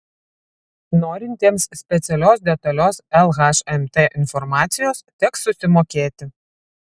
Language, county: Lithuanian, Vilnius